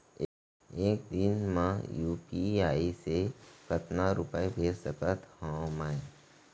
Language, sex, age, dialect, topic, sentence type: Chhattisgarhi, male, 25-30, Central, banking, question